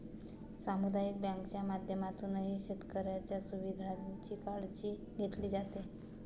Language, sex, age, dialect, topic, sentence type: Marathi, female, 31-35, Standard Marathi, banking, statement